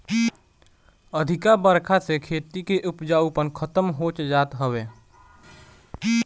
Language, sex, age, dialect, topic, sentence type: Bhojpuri, male, 18-24, Northern, agriculture, statement